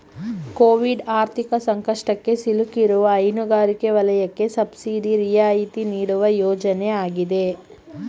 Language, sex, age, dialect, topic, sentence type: Kannada, female, 25-30, Mysore Kannada, agriculture, statement